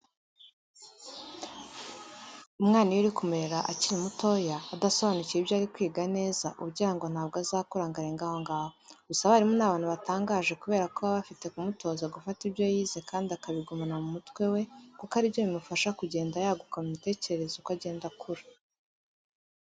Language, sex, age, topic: Kinyarwanda, female, 18-24, education